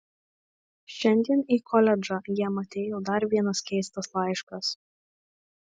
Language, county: Lithuanian, Marijampolė